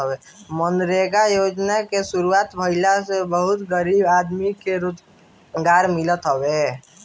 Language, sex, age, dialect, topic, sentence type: Bhojpuri, male, <18, Northern, banking, statement